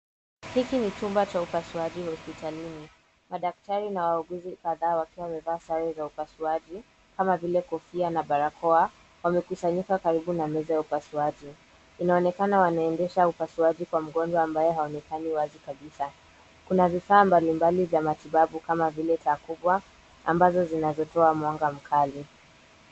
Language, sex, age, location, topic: Swahili, female, 18-24, Nairobi, health